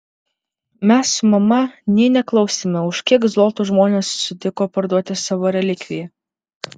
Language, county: Lithuanian, Vilnius